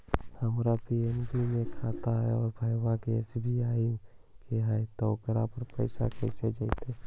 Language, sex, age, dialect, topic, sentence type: Magahi, male, 51-55, Central/Standard, banking, question